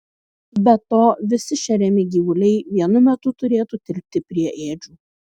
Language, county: Lithuanian, Kaunas